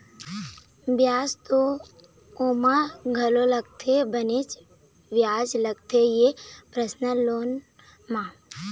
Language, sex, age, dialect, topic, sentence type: Chhattisgarhi, female, 18-24, Eastern, banking, statement